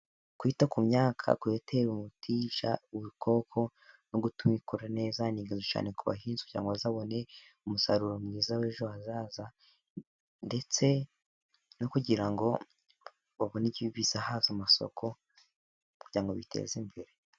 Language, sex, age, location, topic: Kinyarwanda, male, 18-24, Musanze, agriculture